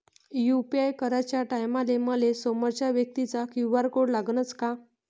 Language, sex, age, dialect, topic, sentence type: Marathi, female, 46-50, Varhadi, banking, question